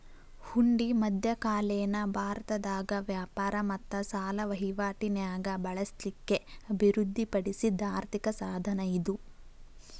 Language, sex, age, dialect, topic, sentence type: Kannada, female, 18-24, Dharwad Kannada, banking, statement